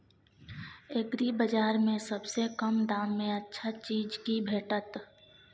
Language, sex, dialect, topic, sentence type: Maithili, female, Bajjika, agriculture, question